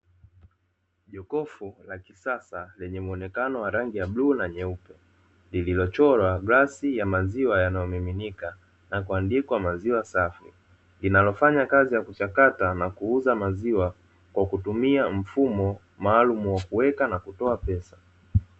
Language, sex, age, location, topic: Swahili, male, 25-35, Dar es Salaam, finance